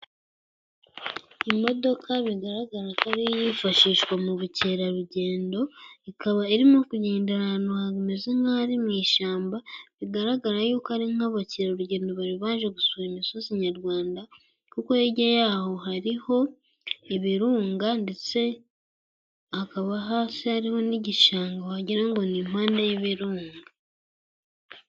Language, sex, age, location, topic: Kinyarwanda, female, 18-24, Gakenke, government